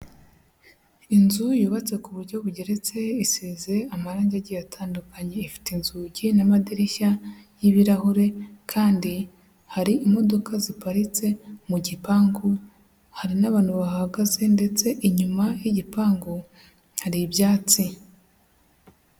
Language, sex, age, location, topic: Kinyarwanda, male, 50+, Huye, health